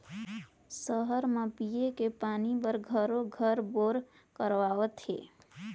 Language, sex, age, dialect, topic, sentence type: Chhattisgarhi, female, 18-24, Northern/Bhandar, agriculture, statement